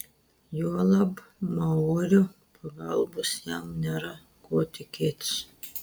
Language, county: Lithuanian, Telšiai